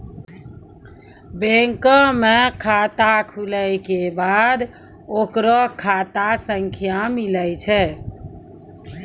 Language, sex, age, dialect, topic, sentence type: Maithili, female, 41-45, Angika, banking, statement